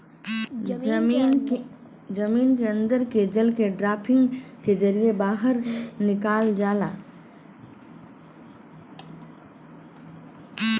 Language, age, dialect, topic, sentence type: Bhojpuri, 31-35, Western, agriculture, statement